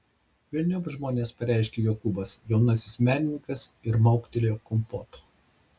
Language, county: Lithuanian, Šiauliai